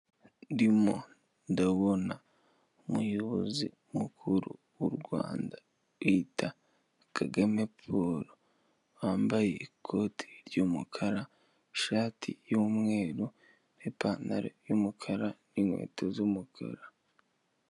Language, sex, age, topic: Kinyarwanda, male, 18-24, government